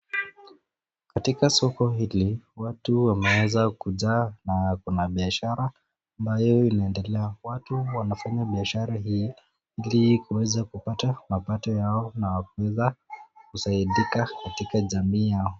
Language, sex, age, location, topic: Swahili, male, 18-24, Nakuru, finance